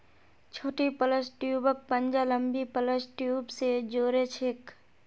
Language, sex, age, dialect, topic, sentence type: Magahi, male, 18-24, Northeastern/Surjapuri, agriculture, statement